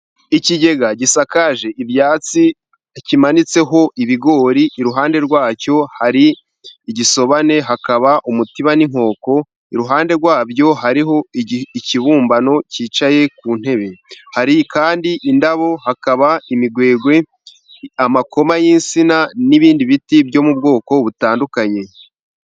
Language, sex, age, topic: Kinyarwanda, male, 25-35, government